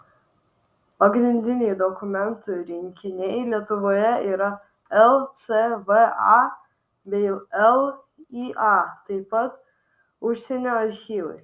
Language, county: Lithuanian, Vilnius